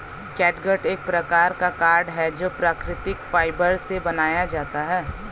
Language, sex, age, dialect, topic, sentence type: Hindi, female, 25-30, Hindustani Malvi Khadi Boli, agriculture, statement